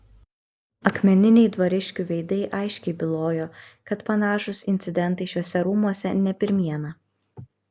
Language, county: Lithuanian, Kaunas